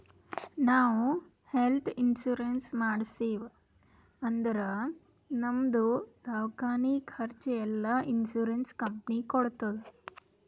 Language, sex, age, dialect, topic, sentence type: Kannada, female, 18-24, Northeastern, banking, statement